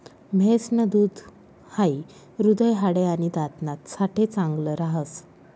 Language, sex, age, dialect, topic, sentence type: Marathi, female, 25-30, Northern Konkan, agriculture, statement